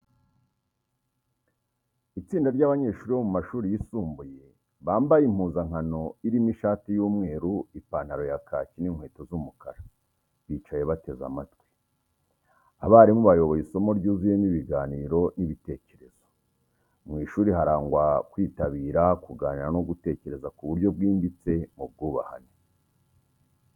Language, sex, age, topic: Kinyarwanda, male, 36-49, education